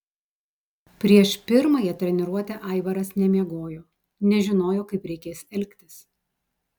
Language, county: Lithuanian, Telšiai